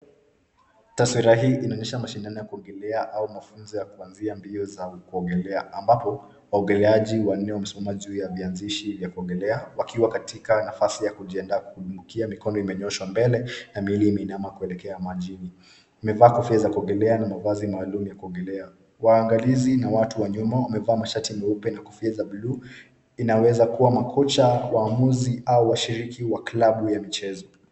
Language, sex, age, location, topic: Swahili, male, 18-24, Nairobi, education